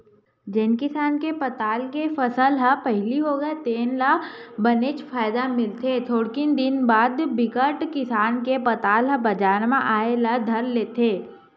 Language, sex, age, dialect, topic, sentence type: Chhattisgarhi, female, 25-30, Western/Budati/Khatahi, agriculture, statement